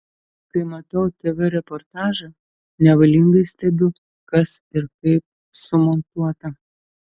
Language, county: Lithuanian, Telšiai